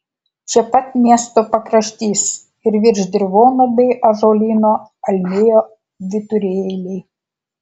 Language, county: Lithuanian, Kaunas